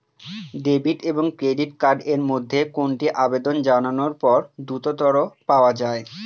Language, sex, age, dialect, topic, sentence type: Bengali, male, 25-30, Northern/Varendri, banking, question